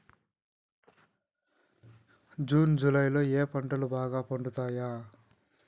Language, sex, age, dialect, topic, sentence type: Telugu, male, 36-40, Southern, agriculture, question